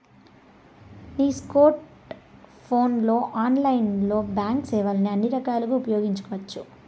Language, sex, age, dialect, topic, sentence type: Telugu, male, 31-35, Southern, banking, statement